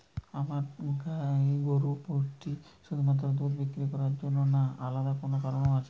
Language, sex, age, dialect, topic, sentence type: Bengali, male, 25-30, Western, agriculture, question